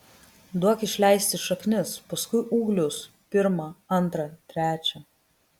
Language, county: Lithuanian, Kaunas